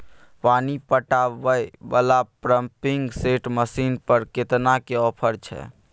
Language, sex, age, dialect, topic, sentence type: Maithili, male, 36-40, Bajjika, agriculture, question